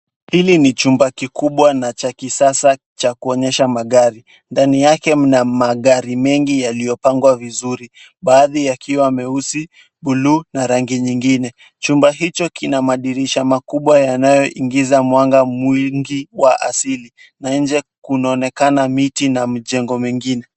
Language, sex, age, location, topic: Swahili, male, 18-24, Kisumu, finance